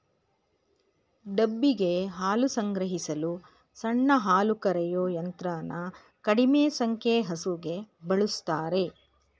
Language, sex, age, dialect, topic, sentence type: Kannada, female, 46-50, Mysore Kannada, agriculture, statement